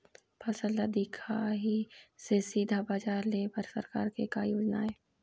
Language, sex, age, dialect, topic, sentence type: Chhattisgarhi, female, 18-24, Eastern, agriculture, question